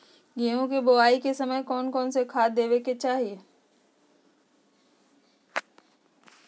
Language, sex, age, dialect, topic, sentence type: Magahi, female, 60-100, Western, agriculture, question